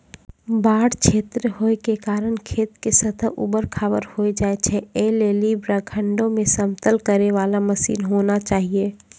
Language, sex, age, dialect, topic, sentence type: Maithili, female, 25-30, Angika, agriculture, question